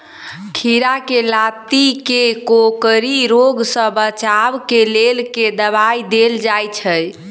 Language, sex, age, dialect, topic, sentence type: Maithili, female, 18-24, Southern/Standard, agriculture, question